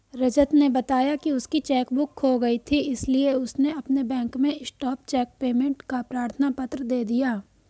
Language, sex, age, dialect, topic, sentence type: Hindi, female, 18-24, Hindustani Malvi Khadi Boli, banking, statement